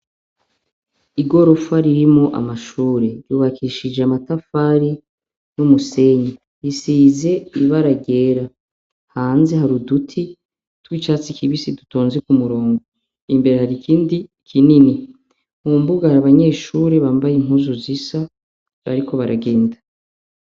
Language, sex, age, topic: Rundi, female, 36-49, education